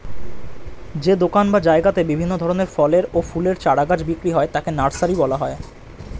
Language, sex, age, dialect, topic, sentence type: Bengali, male, 18-24, Standard Colloquial, agriculture, statement